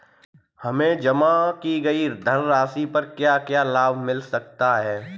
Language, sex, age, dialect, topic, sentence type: Hindi, male, 25-30, Kanauji Braj Bhasha, banking, question